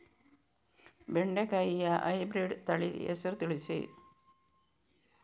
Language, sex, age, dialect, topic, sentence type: Kannada, female, 41-45, Coastal/Dakshin, agriculture, question